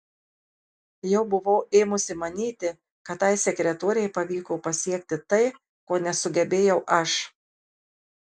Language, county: Lithuanian, Marijampolė